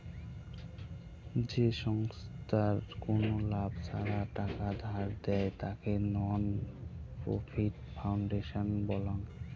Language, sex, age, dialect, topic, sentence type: Bengali, male, 60-100, Rajbangshi, banking, statement